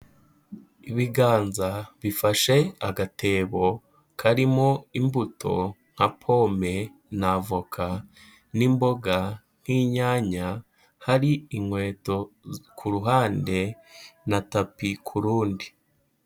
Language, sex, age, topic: Kinyarwanda, male, 18-24, health